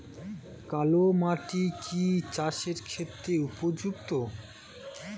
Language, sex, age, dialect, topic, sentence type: Bengali, male, 25-30, Standard Colloquial, agriculture, question